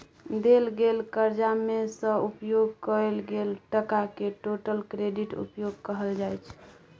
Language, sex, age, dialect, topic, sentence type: Maithili, female, 18-24, Bajjika, banking, statement